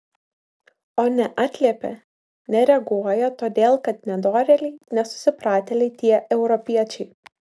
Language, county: Lithuanian, Vilnius